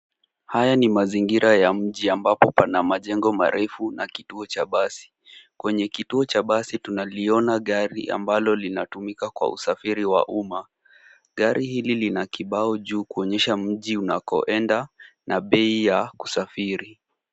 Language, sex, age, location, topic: Swahili, male, 18-24, Nairobi, government